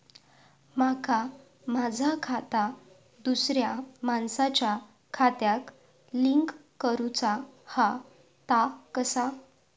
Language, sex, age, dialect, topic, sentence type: Marathi, female, 41-45, Southern Konkan, banking, question